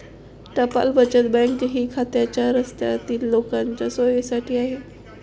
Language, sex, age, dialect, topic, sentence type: Marathi, female, 25-30, Standard Marathi, banking, statement